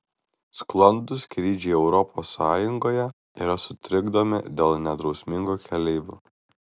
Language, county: Lithuanian, Vilnius